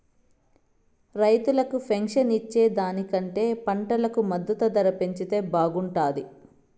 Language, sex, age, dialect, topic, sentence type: Telugu, female, 25-30, Southern, agriculture, statement